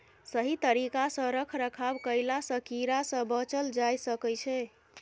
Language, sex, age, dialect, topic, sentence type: Maithili, female, 51-55, Bajjika, agriculture, statement